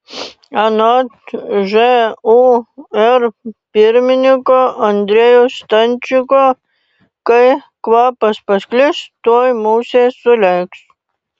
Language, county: Lithuanian, Panevėžys